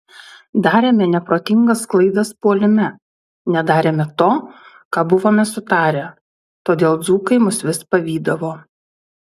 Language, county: Lithuanian, Utena